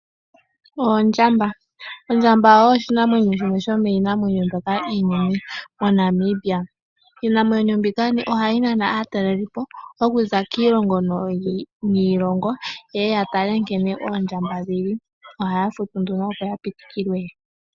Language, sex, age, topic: Oshiwambo, female, 18-24, agriculture